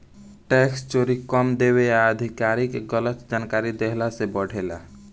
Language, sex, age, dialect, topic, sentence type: Bhojpuri, male, <18, Southern / Standard, banking, statement